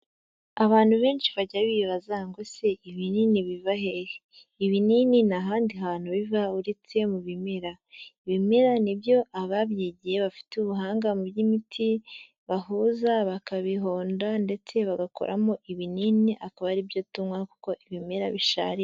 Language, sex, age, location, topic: Kinyarwanda, female, 18-24, Huye, health